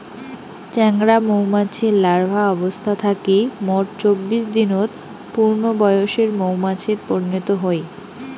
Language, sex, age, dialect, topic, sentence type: Bengali, female, 18-24, Rajbangshi, agriculture, statement